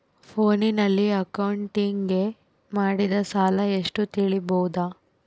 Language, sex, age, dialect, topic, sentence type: Kannada, female, 18-24, Central, banking, question